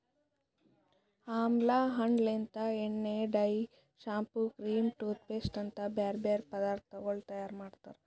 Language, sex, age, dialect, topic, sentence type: Kannada, female, 25-30, Northeastern, agriculture, statement